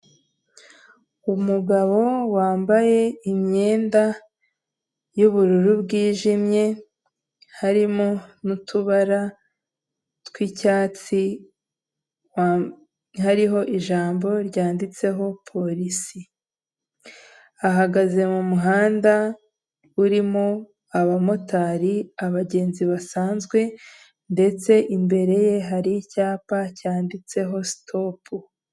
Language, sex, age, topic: Kinyarwanda, female, 18-24, government